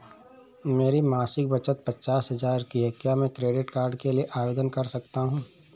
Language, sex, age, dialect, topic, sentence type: Hindi, male, 31-35, Awadhi Bundeli, banking, question